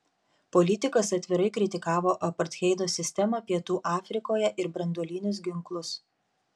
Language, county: Lithuanian, Panevėžys